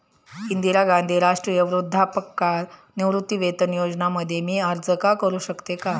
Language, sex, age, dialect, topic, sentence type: Marathi, female, 31-35, Standard Marathi, banking, question